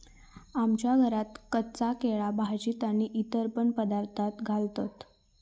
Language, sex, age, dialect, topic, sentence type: Marathi, female, 31-35, Southern Konkan, agriculture, statement